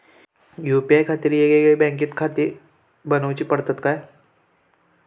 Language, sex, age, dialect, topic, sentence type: Marathi, male, 18-24, Southern Konkan, banking, question